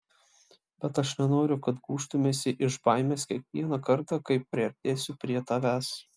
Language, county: Lithuanian, Klaipėda